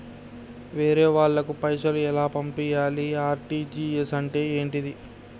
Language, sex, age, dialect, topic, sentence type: Telugu, male, 60-100, Telangana, banking, question